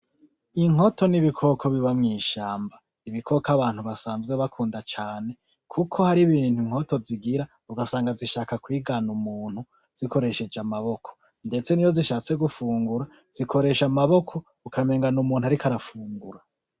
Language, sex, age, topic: Rundi, male, 36-49, agriculture